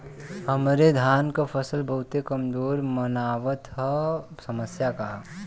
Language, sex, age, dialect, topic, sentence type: Bhojpuri, male, 18-24, Western, agriculture, question